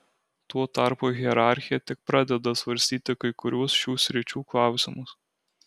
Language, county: Lithuanian, Alytus